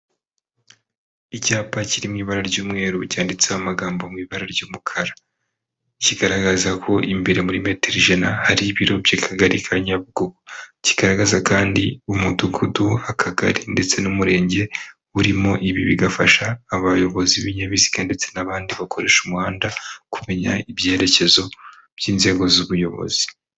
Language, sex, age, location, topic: Kinyarwanda, male, 25-35, Kigali, government